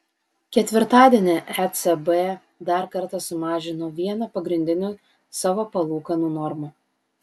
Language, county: Lithuanian, Vilnius